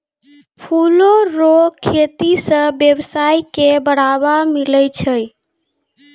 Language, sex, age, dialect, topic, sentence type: Maithili, female, 18-24, Angika, agriculture, statement